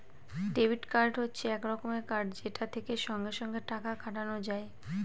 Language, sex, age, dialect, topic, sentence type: Bengali, female, 18-24, Northern/Varendri, banking, statement